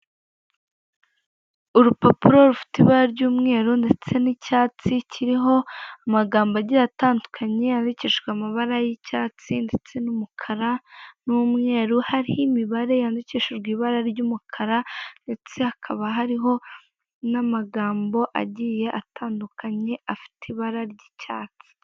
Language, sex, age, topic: Kinyarwanda, female, 18-24, finance